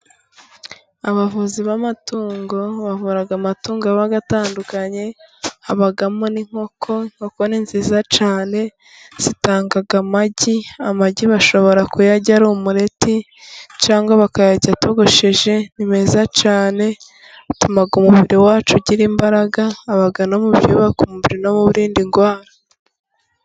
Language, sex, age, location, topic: Kinyarwanda, female, 25-35, Musanze, agriculture